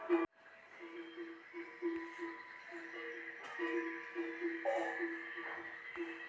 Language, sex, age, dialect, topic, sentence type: Chhattisgarhi, male, 25-30, Western/Budati/Khatahi, banking, question